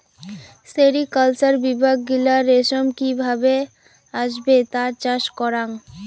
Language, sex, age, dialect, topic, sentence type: Bengali, female, 18-24, Rajbangshi, agriculture, statement